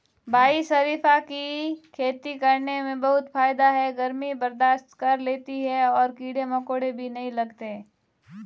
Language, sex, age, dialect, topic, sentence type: Hindi, female, 18-24, Marwari Dhudhari, agriculture, statement